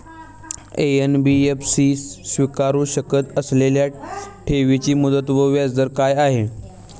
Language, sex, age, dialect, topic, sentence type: Marathi, male, 18-24, Standard Marathi, banking, question